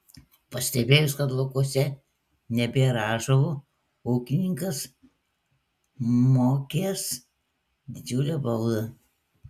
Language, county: Lithuanian, Klaipėda